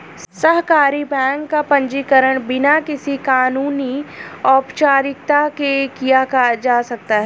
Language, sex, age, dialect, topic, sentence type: Hindi, male, 36-40, Hindustani Malvi Khadi Boli, banking, statement